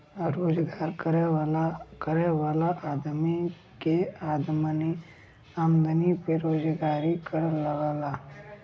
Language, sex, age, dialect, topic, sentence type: Bhojpuri, male, 31-35, Western, banking, statement